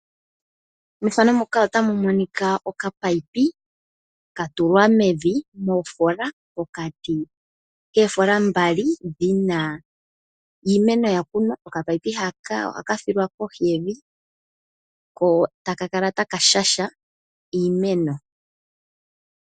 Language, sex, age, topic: Oshiwambo, female, 25-35, agriculture